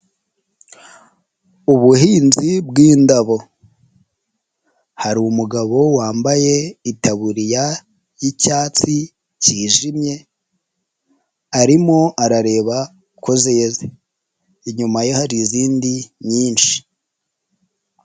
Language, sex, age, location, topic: Kinyarwanda, female, 18-24, Nyagatare, agriculture